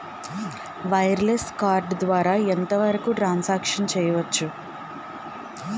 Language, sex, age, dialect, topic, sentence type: Telugu, female, 18-24, Utterandhra, banking, question